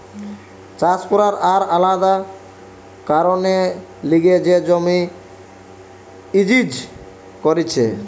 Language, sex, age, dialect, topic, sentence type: Bengali, male, 18-24, Western, agriculture, statement